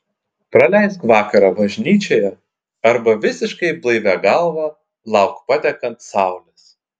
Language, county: Lithuanian, Klaipėda